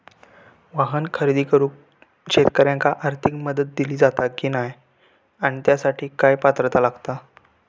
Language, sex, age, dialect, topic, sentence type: Marathi, male, 18-24, Southern Konkan, agriculture, question